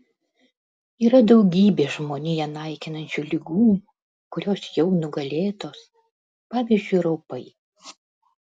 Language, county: Lithuanian, Panevėžys